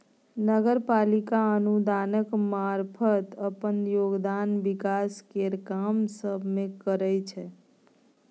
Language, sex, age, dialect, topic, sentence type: Maithili, female, 31-35, Bajjika, banking, statement